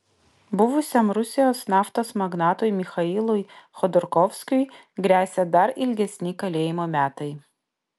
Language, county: Lithuanian, Vilnius